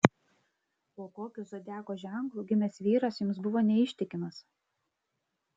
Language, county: Lithuanian, Klaipėda